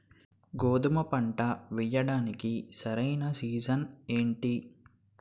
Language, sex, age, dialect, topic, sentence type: Telugu, male, 18-24, Utterandhra, agriculture, question